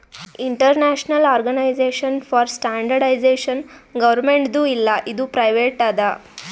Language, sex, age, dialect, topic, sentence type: Kannada, female, 18-24, Northeastern, banking, statement